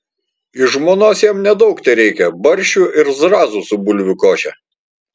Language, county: Lithuanian, Vilnius